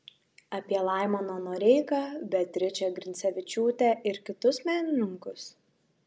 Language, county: Lithuanian, Šiauliai